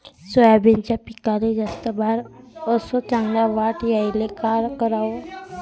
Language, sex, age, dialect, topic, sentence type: Marathi, female, 18-24, Varhadi, agriculture, question